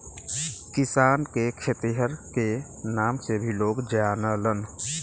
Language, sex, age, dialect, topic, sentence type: Bhojpuri, male, 25-30, Western, agriculture, statement